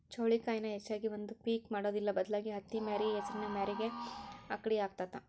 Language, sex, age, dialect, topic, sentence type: Kannada, female, 25-30, Dharwad Kannada, agriculture, statement